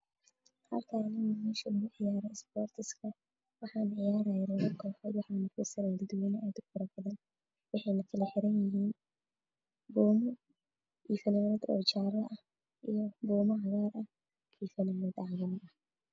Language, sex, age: Somali, female, 18-24